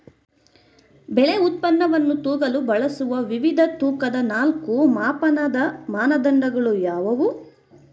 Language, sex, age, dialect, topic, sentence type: Kannada, female, 25-30, Central, agriculture, question